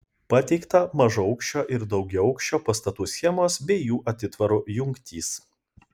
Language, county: Lithuanian, Kaunas